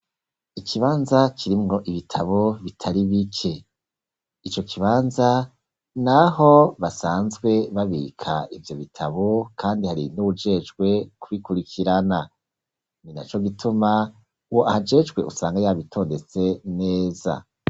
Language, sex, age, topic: Rundi, male, 36-49, education